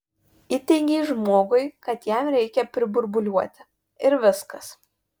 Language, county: Lithuanian, Panevėžys